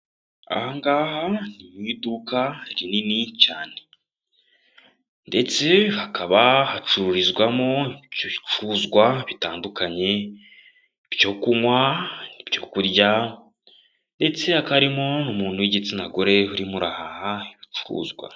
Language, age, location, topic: Kinyarwanda, 18-24, Kigali, finance